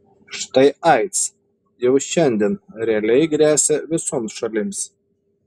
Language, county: Lithuanian, Šiauliai